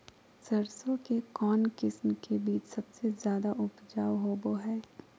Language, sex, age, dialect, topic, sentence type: Magahi, female, 18-24, Southern, agriculture, question